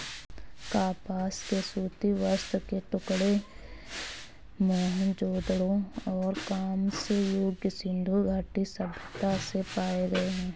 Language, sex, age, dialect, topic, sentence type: Hindi, female, 18-24, Marwari Dhudhari, agriculture, statement